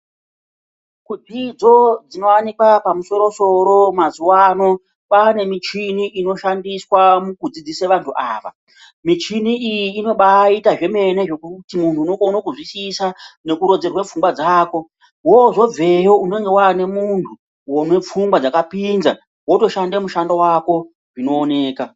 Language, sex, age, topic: Ndau, female, 36-49, education